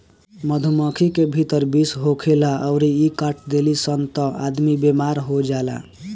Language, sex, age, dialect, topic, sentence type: Bhojpuri, male, 18-24, Southern / Standard, agriculture, statement